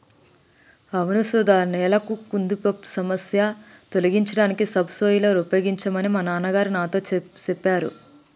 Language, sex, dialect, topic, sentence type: Telugu, female, Telangana, agriculture, statement